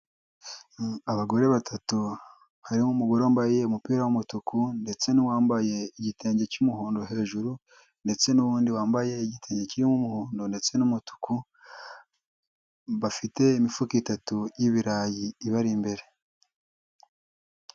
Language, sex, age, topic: Kinyarwanda, male, 18-24, finance